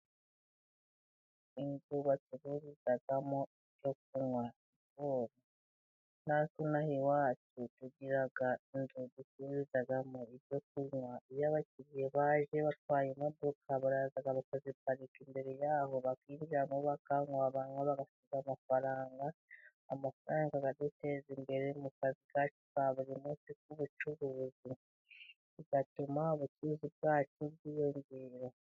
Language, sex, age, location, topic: Kinyarwanda, female, 36-49, Burera, finance